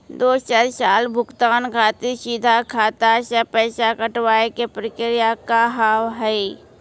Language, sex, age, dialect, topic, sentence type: Maithili, female, 36-40, Angika, banking, question